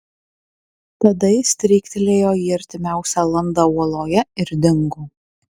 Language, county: Lithuanian, Alytus